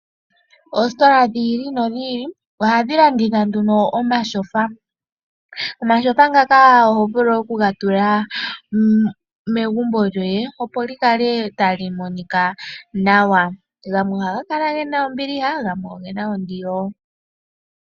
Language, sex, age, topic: Oshiwambo, female, 18-24, finance